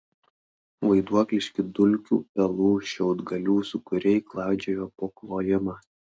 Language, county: Lithuanian, Klaipėda